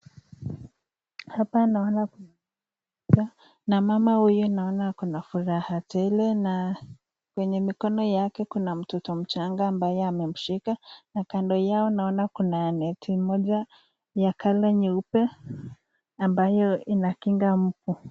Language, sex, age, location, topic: Swahili, female, 50+, Nakuru, health